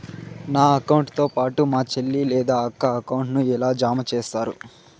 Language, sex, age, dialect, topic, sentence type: Telugu, male, 18-24, Southern, banking, question